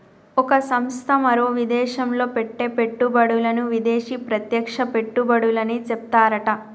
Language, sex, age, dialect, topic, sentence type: Telugu, male, 41-45, Telangana, banking, statement